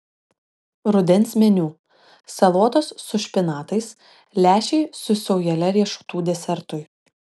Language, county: Lithuanian, Šiauliai